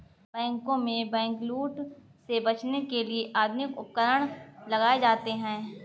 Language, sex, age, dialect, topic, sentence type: Hindi, female, 18-24, Kanauji Braj Bhasha, banking, statement